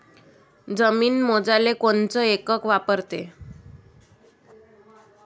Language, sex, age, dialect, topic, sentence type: Marathi, female, 25-30, Varhadi, agriculture, question